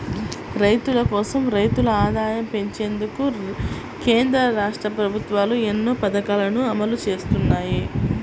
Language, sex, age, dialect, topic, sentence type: Telugu, female, 18-24, Central/Coastal, agriculture, statement